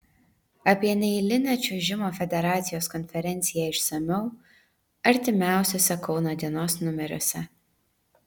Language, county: Lithuanian, Vilnius